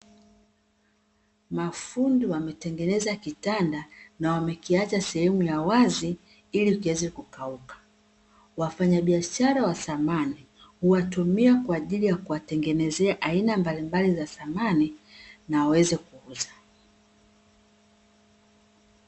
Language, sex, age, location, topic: Swahili, female, 25-35, Dar es Salaam, finance